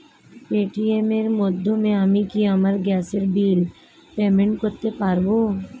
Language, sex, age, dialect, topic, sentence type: Bengali, female, 36-40, Standard Colloquial, banking, question